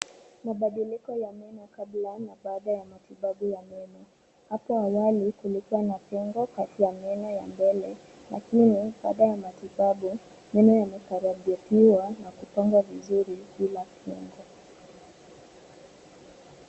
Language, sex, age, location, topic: Swahili, female, 25-35, Nairobi, health